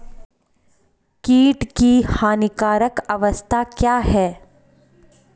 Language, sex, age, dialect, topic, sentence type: Hindi, female, 25-30, Hindustani Malvi Khadi Boli, agriculture, question